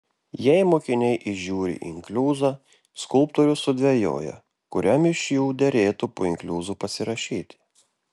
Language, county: Lithuanian, Klaipėda